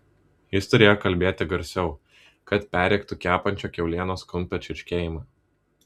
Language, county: Lithuanian, Vilnius